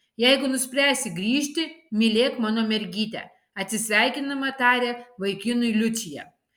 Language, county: Lithuanian, Kaunas